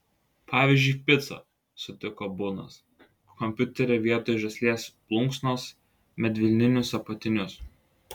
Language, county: Lithuanian, Klaipėda